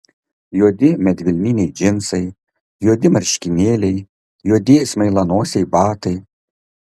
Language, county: Lithuanian, Kaunas